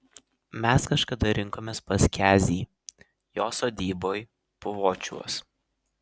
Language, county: Lithuanian, Vilnius